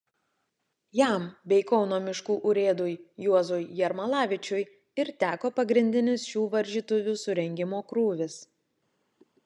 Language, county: Lithuanian, Šiauliai